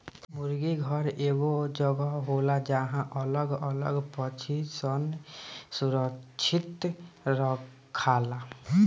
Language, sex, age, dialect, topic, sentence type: Bhojpuri, male, 18-24, Southern / Standard, agriculture, statement